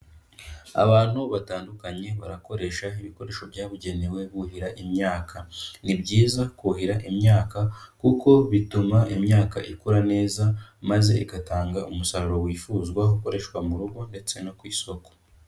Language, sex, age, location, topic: Kinyarwanda, male, 25-35, Kigali, agriculture